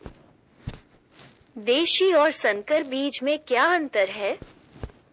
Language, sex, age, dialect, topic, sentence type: Hindi, female, 18-24, Marwari Dhudhari, agriculture, question